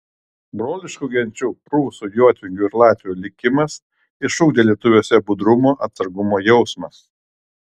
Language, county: Lithuanian, Kaunas